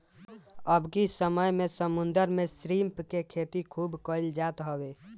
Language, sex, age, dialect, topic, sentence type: Bhojpuri, male, 18-24, Northern, agriculture, statement